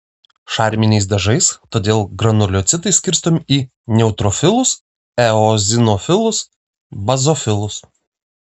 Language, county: Lithuanian, Vilnius